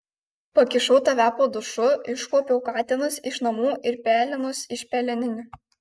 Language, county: Lithuanian, Kaunas